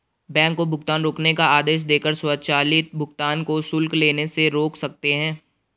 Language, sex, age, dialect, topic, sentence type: Hindi, male, 18-24, Garhwali, banking, statement